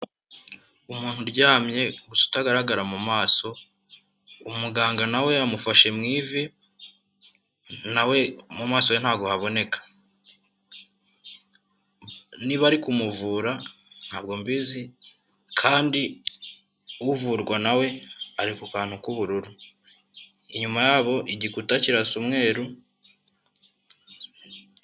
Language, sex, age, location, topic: Kinyarwanda, male, 25-35, Kigali, health